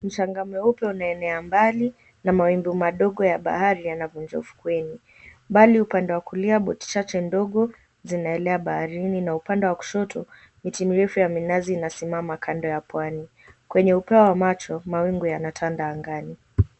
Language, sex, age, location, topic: Swahili, female, 18-24, Mombasa, government